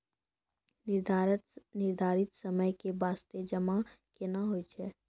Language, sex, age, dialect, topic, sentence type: Maithili, female, 18-24, Angika, banking, question